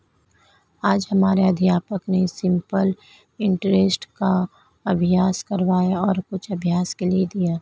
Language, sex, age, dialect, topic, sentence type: Hindi, female, 31-35, Marwari Dhudhari, banking, statement